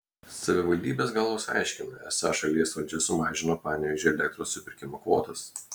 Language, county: Lithuanian, Klaipėda